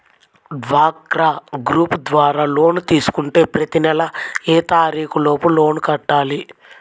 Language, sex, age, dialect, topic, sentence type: Telugu, male, 18-24, Central/Coastal, banking, question